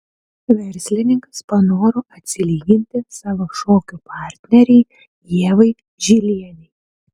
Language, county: Lithuanian, Utena